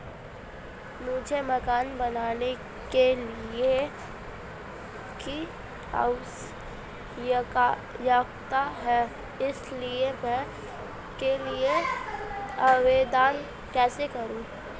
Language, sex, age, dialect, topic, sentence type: Hindi, female, 18-24, Marwari Dhudhari, banking, question